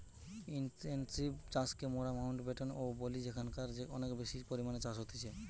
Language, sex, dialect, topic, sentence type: Bengali, male, Western, agriculture, statement